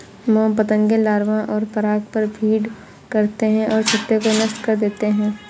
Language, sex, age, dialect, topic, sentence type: Hindi, female, 51-55, Awadhi Bundeli, agriculture, statement